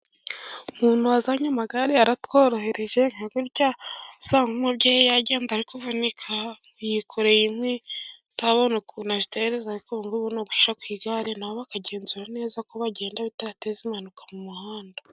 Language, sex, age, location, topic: Kinyarwanda, male, 18-24, Burera, government